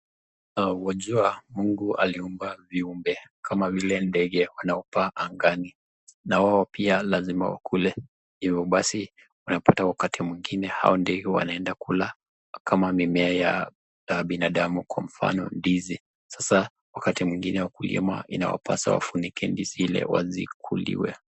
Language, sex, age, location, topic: Swahili, male, 25-35, Nakuru, agriculture